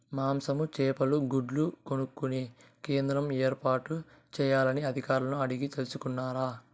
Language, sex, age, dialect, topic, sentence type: Telugu, male, 18-24, Southern, agriculture, question